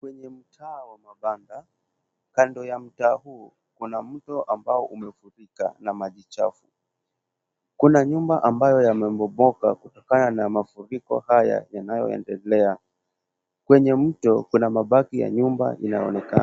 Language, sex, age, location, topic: Swahili, male, 18-24, Kisumu, health